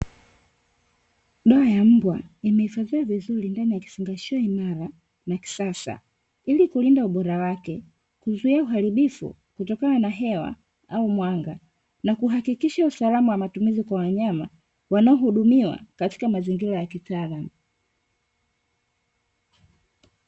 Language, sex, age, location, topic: Swahili, female, 36-49, Dar es Salaam, agriculture